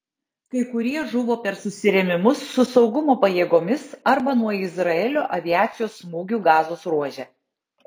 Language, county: Lithuanian, Tauragė